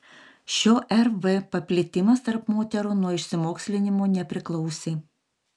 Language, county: Lithuanian, Panevėžys